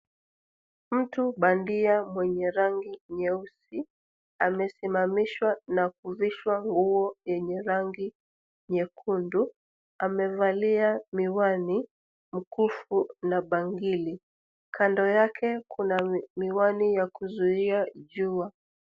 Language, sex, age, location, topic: Swahili, female, 36-49, Nairobi, finance